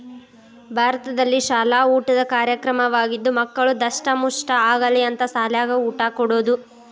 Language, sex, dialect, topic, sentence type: Kannada, female, Dharwad Kannada, agriculture, statement